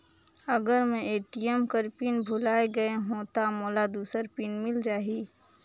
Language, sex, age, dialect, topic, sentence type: Chhattisgarhi, female, 18-24, Northern/Bhandar, banking, question